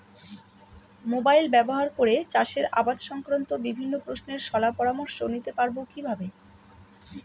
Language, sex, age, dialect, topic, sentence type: Bengali, female, 31-35, Northern/Varendri, agriculture, question